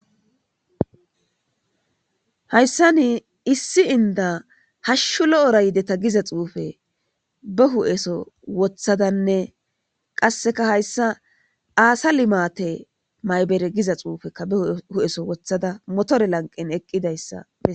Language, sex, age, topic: Gamo, female, 25-35, government